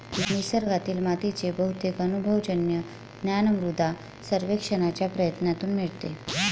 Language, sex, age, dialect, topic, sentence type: Marathi, female, 36-40, Varhadi, agriculture, statement